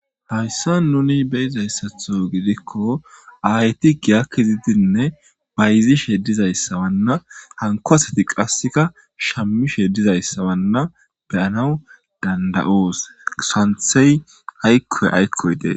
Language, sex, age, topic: Gamo, female, 18-24, government